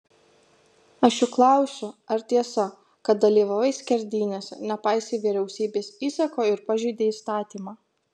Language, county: Lithuanian, Kaunas